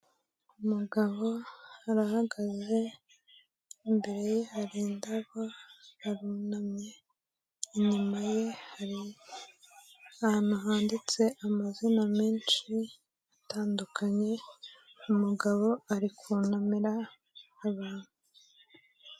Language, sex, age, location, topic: Kinyarwanda, female, 18-24, Kigali, health